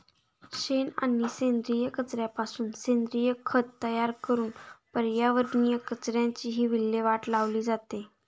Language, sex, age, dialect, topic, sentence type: Marathi, female, 18-24, Standard Marathi, agriculture, statement